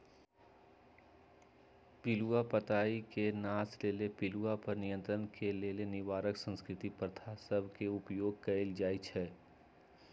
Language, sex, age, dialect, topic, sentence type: Magahi, male, 56-60, Western, agriculture, statement